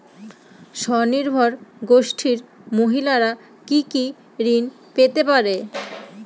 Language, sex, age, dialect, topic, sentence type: Bengali, female, 18-24, Northern/Varendri, banking, question